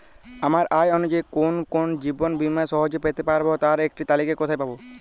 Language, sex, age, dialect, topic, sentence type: Bengali, male, 18-24, Jharkhandi, banking, question